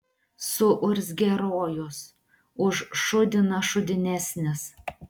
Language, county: Lithuanian, Klaipėda